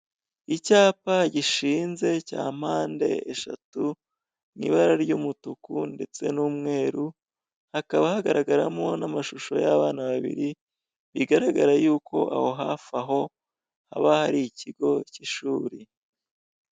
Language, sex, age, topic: Kinyarwanda, female, 25-35, government